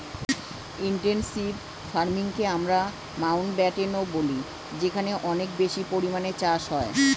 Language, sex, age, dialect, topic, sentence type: Bengali, male, 41-45, Standard Colloquial, agriculture, statement